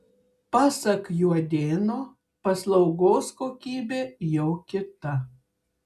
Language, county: Lithuanian, Klaipėda